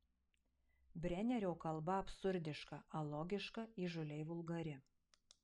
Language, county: Lithuanian, Marijampolė